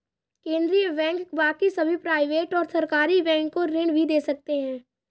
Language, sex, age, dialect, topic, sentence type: Hindi, male, 18-24, Kanauji Braj Bhasha, banking, statement